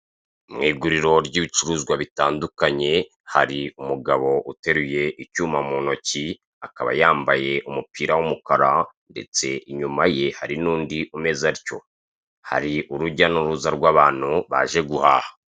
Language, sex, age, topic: Kinyarwanda, male, 36-49, finance